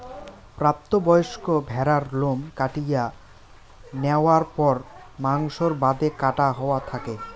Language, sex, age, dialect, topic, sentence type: Bengali, male, 18-24, Rajbangshi, agriculture, statement